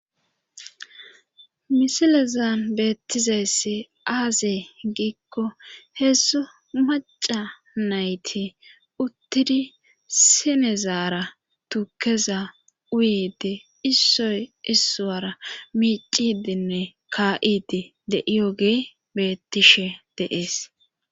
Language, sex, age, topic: Gamo, female, 25-35, government